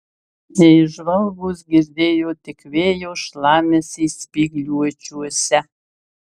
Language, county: Lithuanian, Marijampolė